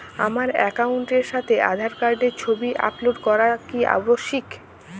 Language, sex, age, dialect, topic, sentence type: Bengali, female, 18-24, Jharkhandi, banking, question